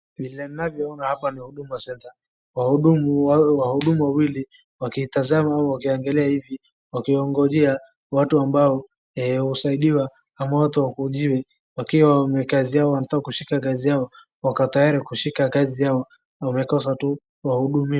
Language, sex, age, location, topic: Swahili, male, 18-24, Wajir, government